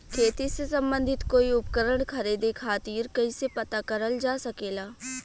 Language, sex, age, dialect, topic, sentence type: Bhojpuri, female, 18-24, Western, agriculture, question